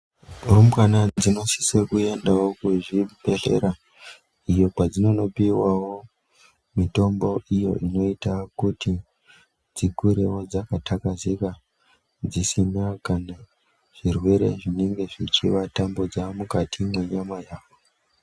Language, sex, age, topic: Ndau, male, 25-35, health